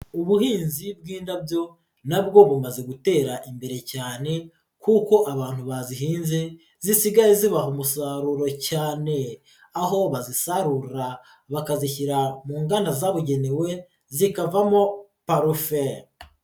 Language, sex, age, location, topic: Kinyarwanda, female, 36-49, Nyagatare, agriculture